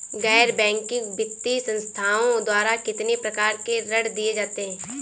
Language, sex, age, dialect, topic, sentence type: Hindi, female, 18-24, Awadhi Bundeli, banking, question